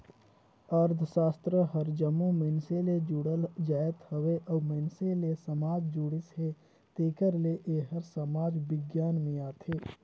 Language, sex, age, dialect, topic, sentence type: Chhattisgarhi, male, 25-30, Northern/Bhandar, banking, statement